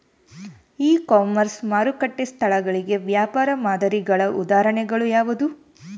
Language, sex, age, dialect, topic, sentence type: Kannada, female, 18-24, Central, agriculture, question